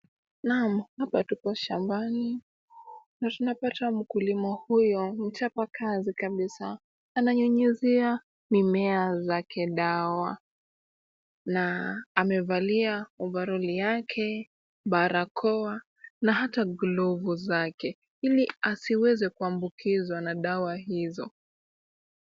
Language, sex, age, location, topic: Swahili, female, 18-24, Kisumu, health